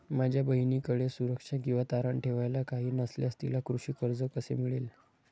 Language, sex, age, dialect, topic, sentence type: Marathi, male, 25-30, Standard Marathi, agriculture, statement